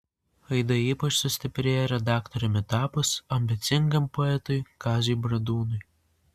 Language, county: Lithuanian, Vilnius